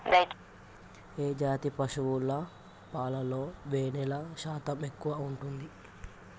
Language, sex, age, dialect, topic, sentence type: Telugu, male, 18-24, Telangana, agriculture, question